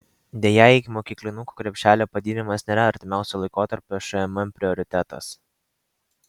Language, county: Lithuanian, Vilnius